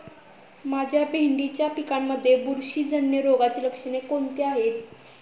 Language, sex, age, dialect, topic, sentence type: Marathi, female, 18-24, Standard Marathi, agriculture, question